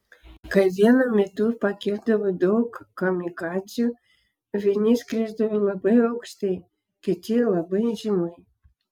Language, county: Lithuanian, Klaipėda